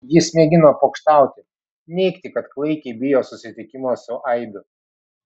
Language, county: Lithuanian, Vilnius